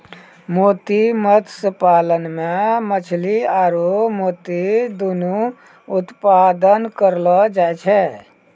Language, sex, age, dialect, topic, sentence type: Maithili, male, 56-60, Angika, agriculture, statement